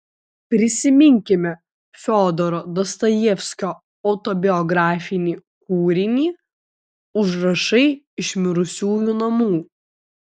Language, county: Lithuanian, Vilnius